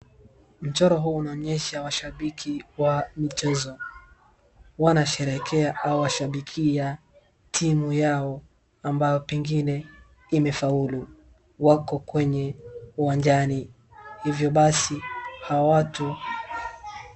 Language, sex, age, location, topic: Swahili, male, 18-24, Wajir, government